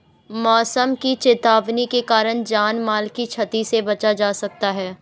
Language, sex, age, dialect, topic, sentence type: Hindi, female, 18-24, Garhwali, agriculture, statement